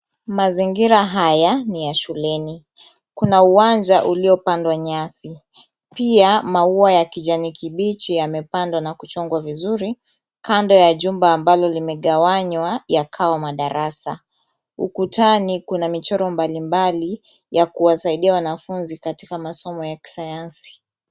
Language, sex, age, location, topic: Swahili, female, 18-24, Kisumu, education